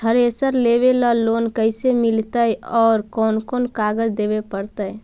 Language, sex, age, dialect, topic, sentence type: Magahi, female, 56-60, Central/Standard, agriculture, question